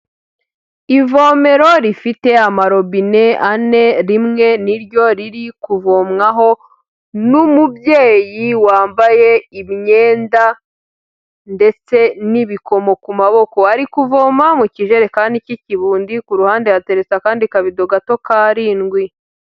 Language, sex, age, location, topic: Kinyarwanda, female, 18-24, Huye, health